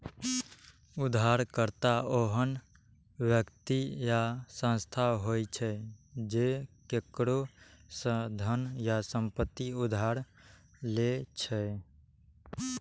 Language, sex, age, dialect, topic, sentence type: Maithili, male, 18-24, Eastern / Thethi, banking, statement